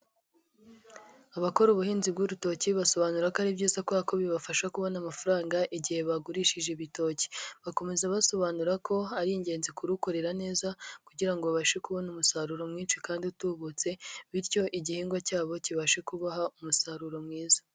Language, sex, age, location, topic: Kinyarwanda, male, 25-35, Nyagatare, agriculture